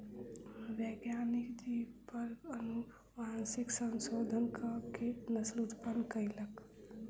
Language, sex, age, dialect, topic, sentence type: Maithili, female, 18-24, Southern/Standard, agriculture, statement